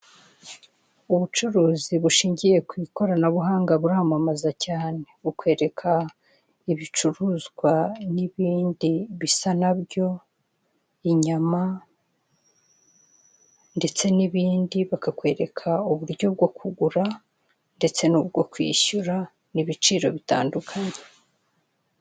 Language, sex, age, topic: Kinyarwanda, female, 36-49, finance